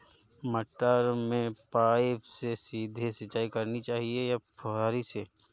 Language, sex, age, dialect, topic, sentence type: Hindi, male, 31-35, Awadhi Bundeli, agriculture, question